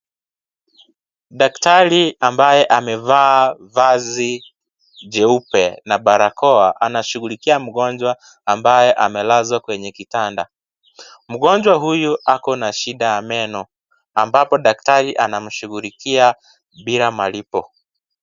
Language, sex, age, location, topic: Swahili, male, 25-35, Kisii, health